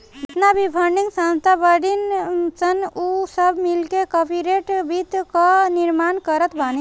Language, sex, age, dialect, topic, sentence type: Bhojpuri, female, 18-24, Northern, banking, statement